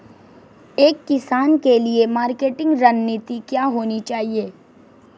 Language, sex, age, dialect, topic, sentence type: Hindi, female, 18-24, Marwari Dhudhari, agriculture, question